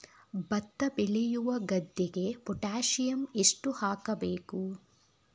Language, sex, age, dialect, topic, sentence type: Kannada, female, 36-40, Coastal/Dakshin, agriculture, question